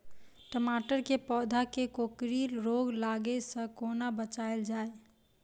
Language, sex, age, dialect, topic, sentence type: Maithili, female, 25-30, Southern/Standard, agriculture, question